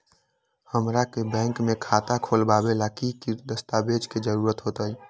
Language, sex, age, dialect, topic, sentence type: Magahi, male, 18-24, Western, banking, question